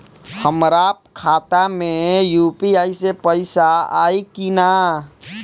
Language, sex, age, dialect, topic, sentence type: Bhojpuri, male, 18-24, Northern, banking, question